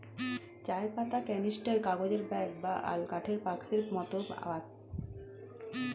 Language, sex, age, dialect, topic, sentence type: Bengali, female, 31-35, Standard Colloquial, agriculture, statement